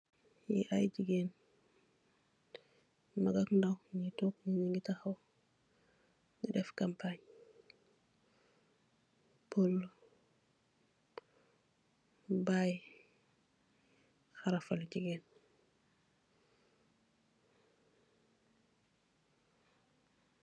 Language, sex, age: Wolof, female, 25-35